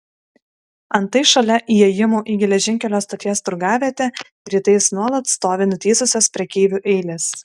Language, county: Lithuanian, Kaunas